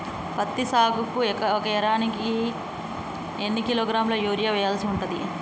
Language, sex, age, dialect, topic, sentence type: Telugu, female, 25-30, Telangana, agriculture, question